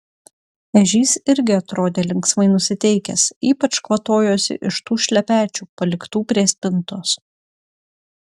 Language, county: Lithuanian, Utena